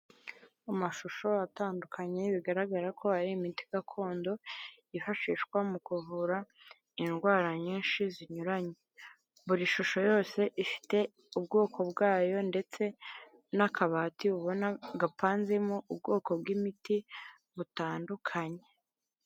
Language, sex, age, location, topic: Kinyarwanda, female, 25-35, Kigali, health